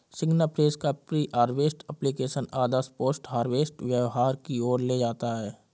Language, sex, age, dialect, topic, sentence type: Hindi, male, 25-30, Awadhi Bundeli, agriculture, statement